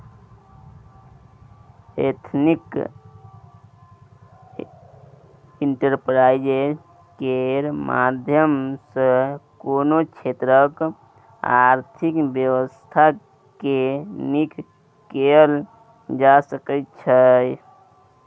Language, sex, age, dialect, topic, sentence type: Maithili, male, 18-24, Bajjika, banking, statement